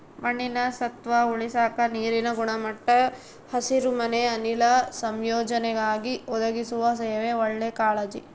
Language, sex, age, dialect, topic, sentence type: Kannada, female, 18-24, Central, agriculture, statement